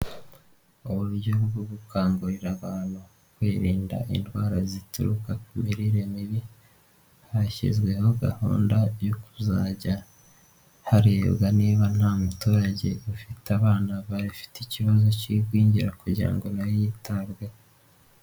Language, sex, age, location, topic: Kinyarwanda, male, 18-24, Nyagatare, health